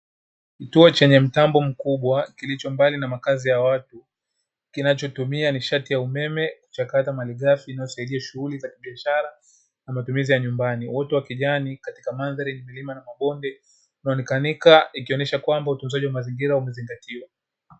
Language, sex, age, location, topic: Swahili, male, 25-35, Dar es Salaam, government